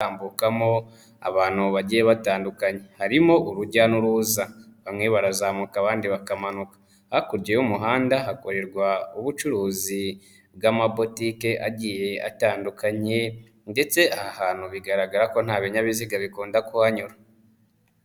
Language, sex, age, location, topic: Kinyarwanda, female, 25-35, Nyagatare, government